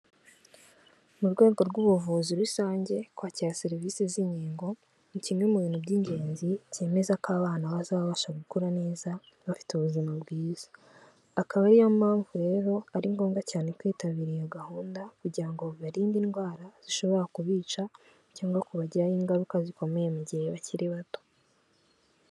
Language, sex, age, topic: Kinyarwanda, female, 18-24, health